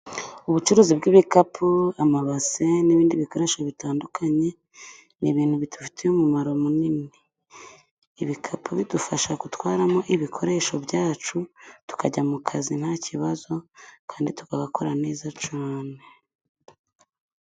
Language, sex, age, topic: Kinyarwanda, female, 25-35, finance